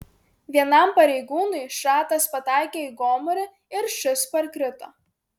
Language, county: Lithuanian, Klaipėda